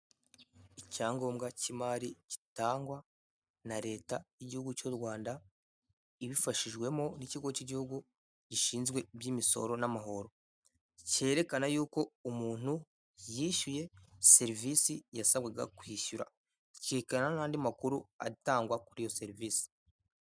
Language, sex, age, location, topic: Kinyarwanda, male, 18-24, Kigali, finance